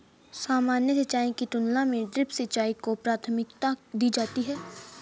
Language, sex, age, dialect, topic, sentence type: Hindi, female, 36-40, Hindustani Malvi Khadi Boli, agriculture, statement